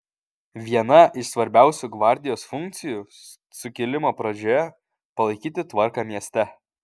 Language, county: Lithuanian, Kaunas